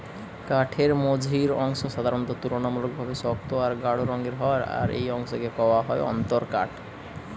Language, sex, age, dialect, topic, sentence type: Bengali, male, 25-30, Western, agriculture, statement